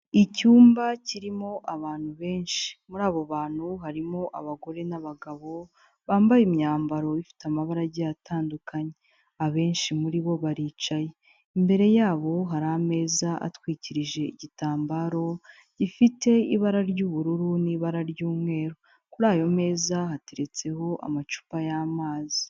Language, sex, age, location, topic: Kinyarwanda, female, 18-24, Kigali, health